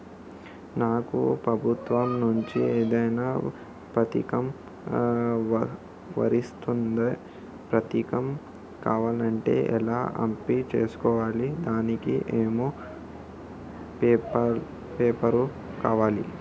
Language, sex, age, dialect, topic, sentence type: Telugu, male, 18-24, Telangana, banking, question